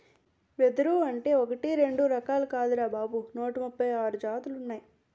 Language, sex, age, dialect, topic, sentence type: Telugu, female, 18-24, Utterandhra, agriculture, statement